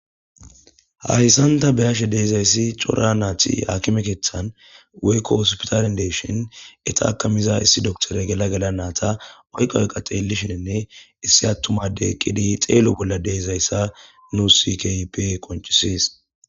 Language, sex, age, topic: Gamo, female, 18-24, government